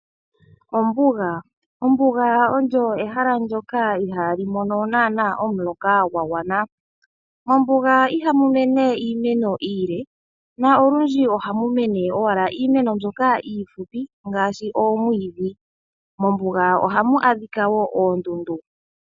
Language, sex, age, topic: Oshiwambo, female, 25-35, agriculture